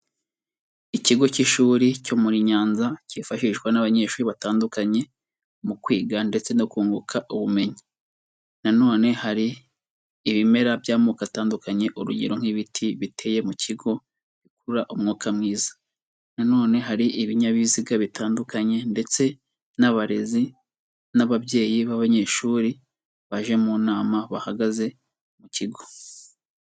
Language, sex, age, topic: Kinyarwanda, male, 18-24, education